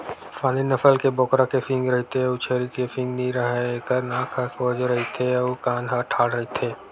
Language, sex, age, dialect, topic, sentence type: Chhattisgarhi, male, 51-55, Western/Budati/Khatahi, agriculture, statement